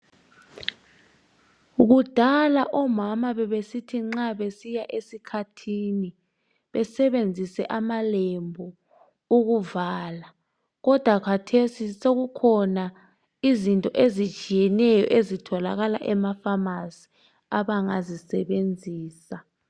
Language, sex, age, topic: North Ndebele, male, 18-24, health